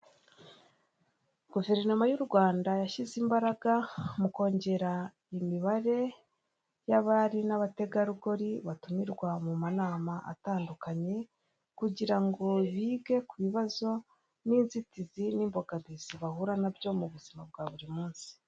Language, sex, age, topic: Kinyarwanda, female, 36-49, government